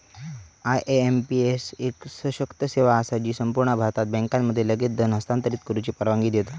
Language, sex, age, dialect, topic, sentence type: Marathi, male, 18-24, Southern Konkan, banking, statement